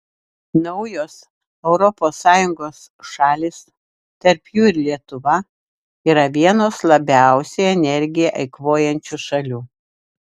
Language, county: Lithuanian, Šiauliai